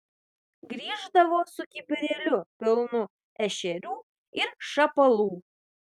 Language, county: Lithuanian, Vilnius